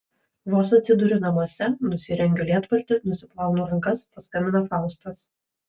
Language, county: Lithuanian, Vilnius